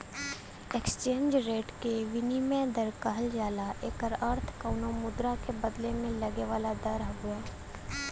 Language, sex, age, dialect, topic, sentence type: Bhojpuri, female, 18-24, Western, banking, statement